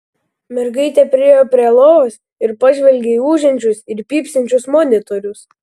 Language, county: Lithuanian, Vilnius